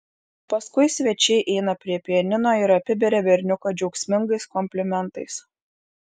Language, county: Lithuanian, Šiauliai